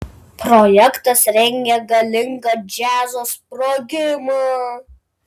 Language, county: Lithuanian, Vilnius